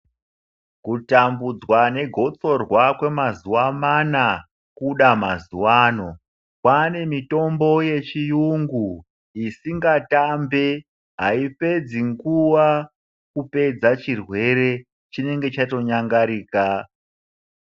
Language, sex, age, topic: Ndau, male, 36-49, health